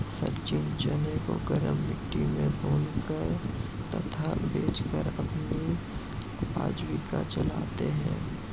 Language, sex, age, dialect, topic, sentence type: Hindi, male, 31-35, Marwari Dhudhari, agriculture, statement